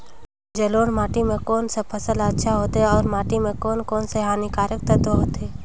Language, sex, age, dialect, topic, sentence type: Chhattisgarhi, female, 18-24, Northern/Bhandar, agriculture, question